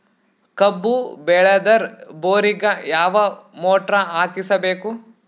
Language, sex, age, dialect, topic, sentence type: Kannada, male, 18-24, Northeastern, agriculture, question